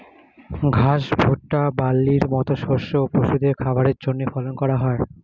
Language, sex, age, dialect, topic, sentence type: Bengali, male, 25-30, Standard Colloquial, agriculture, statement